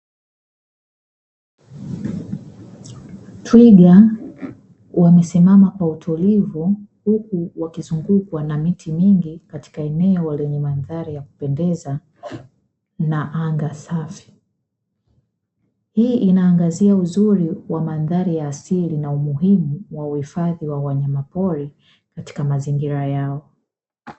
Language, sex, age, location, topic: Swahili, female, 25-35, Dar es Salaam, agriculture